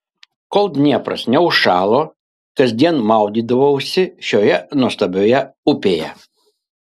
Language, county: Lithuanian, Kaunas